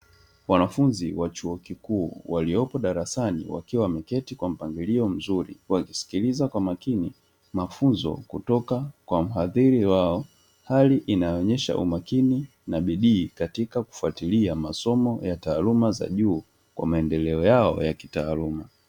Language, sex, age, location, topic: Swahili, male, 25-35, Dar es Salaam, education